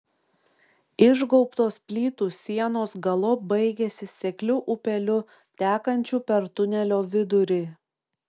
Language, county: Lithuanian, Šiauliai